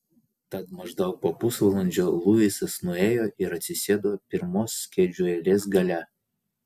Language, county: Lithuanian, Vilnius